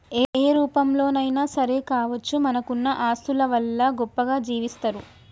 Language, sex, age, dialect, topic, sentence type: Telugu, female, 25-30, Telangana, banking, statement